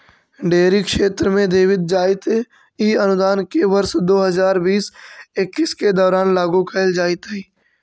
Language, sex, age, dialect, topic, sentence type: Magahi, male, 46-50, Central/Standard, agriculture, statement